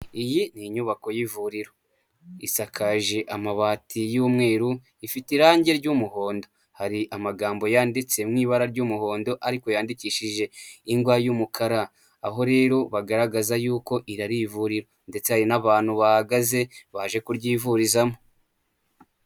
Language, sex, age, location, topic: Kinyarwanda, male, 18-24, Huye, health